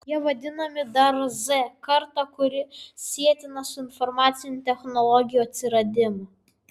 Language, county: Lithuanian, Vilnius